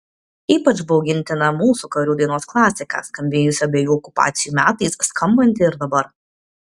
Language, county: Lithuanian, Kaunas